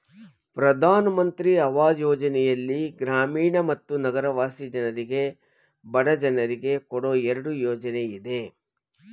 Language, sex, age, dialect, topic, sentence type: Kannada, male, 51-55, Mysore Kannada, banking, statement